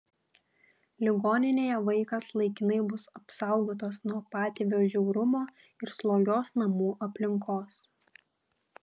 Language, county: Lithuanian, Panevėžys